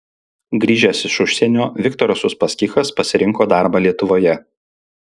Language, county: Lithuanian, Alytus